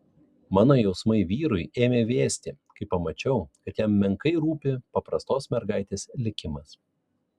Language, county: Lithuanian, Vilnius